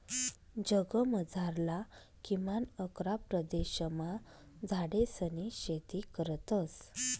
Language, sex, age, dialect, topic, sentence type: Marathi, female, 25-30, Northern Konkan, agriculture, statement